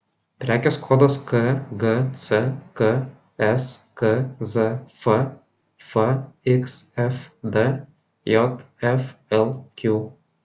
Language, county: Lithuanian, Kaunas